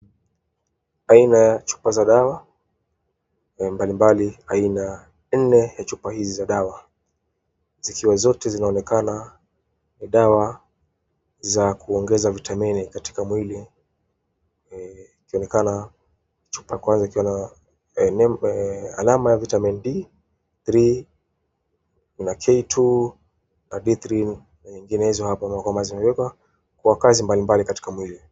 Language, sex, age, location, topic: Swahili, male, 25-35, Wajir, health